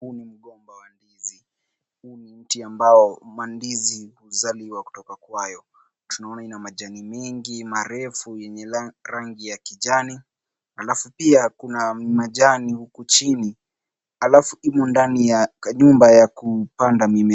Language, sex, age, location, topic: Swahili, male, 50+, Kisumu, agriculture